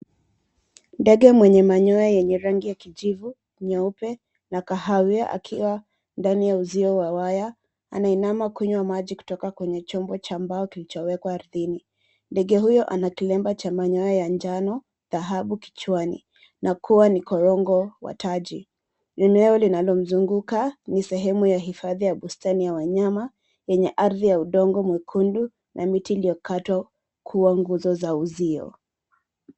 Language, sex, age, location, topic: Swahili, female, 25-35, Nairobi, government